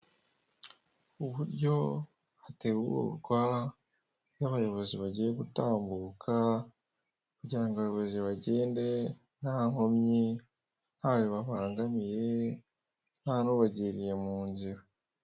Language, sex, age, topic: Kinyarwanda, male, 18-24, government